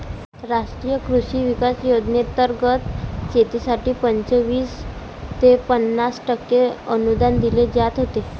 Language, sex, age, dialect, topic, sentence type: Marathi, female, 18-24, Varhadi, agriculture, statement